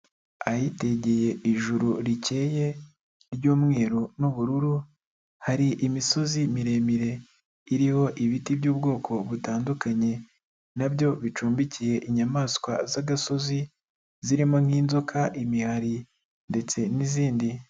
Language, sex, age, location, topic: Kinyarwanda, male, 36-49, Nyagatare, agriculture